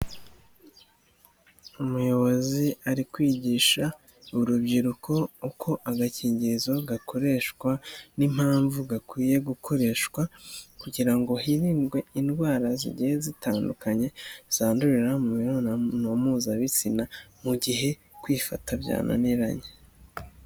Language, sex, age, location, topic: Kinyarwanda, male, 25-35, Nyagatare, health